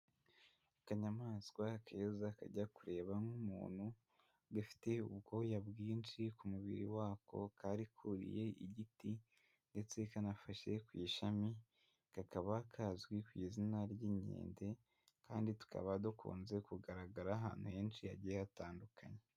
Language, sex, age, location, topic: Kinyarwanda, male, 18-24, Huye, agriculture